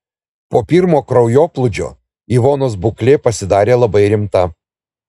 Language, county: Lithuanian, Vilnius